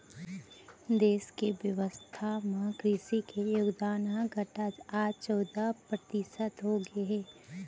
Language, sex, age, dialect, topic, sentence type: Chhattisgarhi, female, 25-30, Central, agriculture, statement